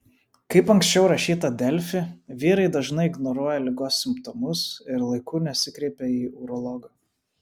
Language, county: Lithuanian, Vilnius